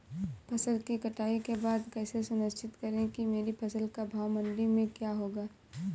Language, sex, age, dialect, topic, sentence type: Hindi, female, 18-24, Kanauji Braj Bhasha, agriculture, question